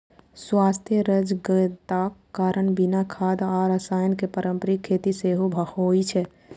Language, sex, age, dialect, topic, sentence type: Maithili, female, 18-24, Eastern / Thethi, agriculture, statement